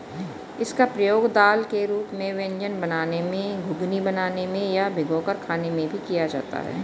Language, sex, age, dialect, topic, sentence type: Hindi, female, 41-45, Hindustani Malvi Khadi Boli, agriculture, statement